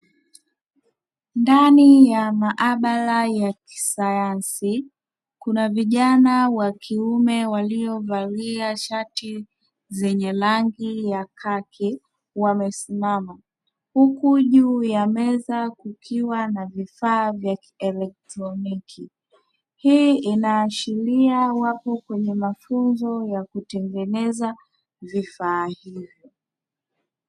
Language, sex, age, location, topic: Swahili, female, 25-35, Dar es Salaam, education